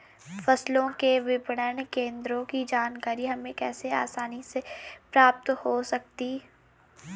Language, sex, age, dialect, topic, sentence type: Hindi, female, 31-35, Garhwali, agriculture, question